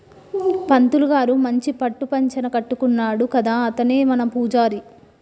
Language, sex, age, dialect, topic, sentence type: Telugu, female, 31-35, Telangana, agriculture, statement